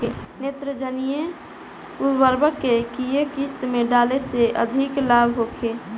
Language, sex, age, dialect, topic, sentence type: Bhojpuri, female, 18-24, Southern / Standard, agriculture, question